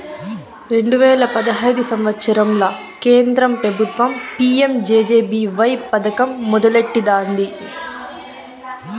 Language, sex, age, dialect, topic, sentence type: Telugu, female, 18-24, Southern, banking, statement